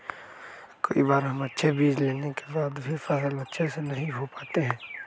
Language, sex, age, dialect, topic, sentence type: Magahi, male, 36-40, Western, agriculture, question